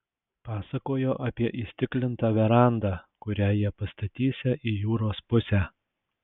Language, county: Lithuanian, Alytus